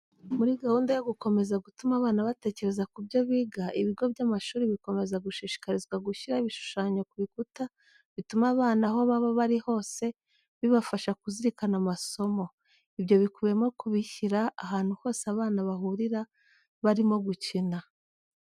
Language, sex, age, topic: Kinyarwanda, female, 25-35, education